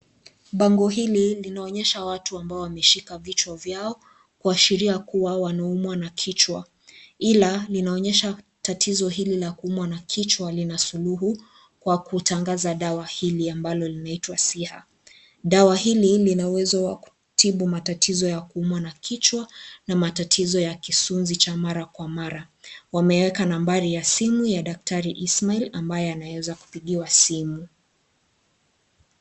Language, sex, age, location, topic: Swahili, female, 25-35, Kisii, health